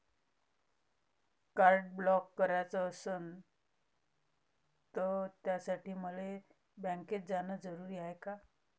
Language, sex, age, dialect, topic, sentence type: Marathi, female, 31-35, Varhadi, banking, question